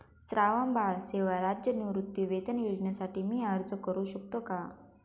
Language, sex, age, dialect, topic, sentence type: Marathi, female, 25-30, Standard Marathi, banking, question